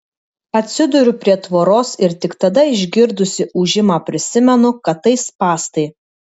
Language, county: Lithuanian, Kaunas